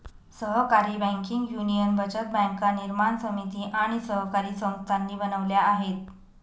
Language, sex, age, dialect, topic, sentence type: Marathi, female, 18-24, Northern Konkan, banking, statement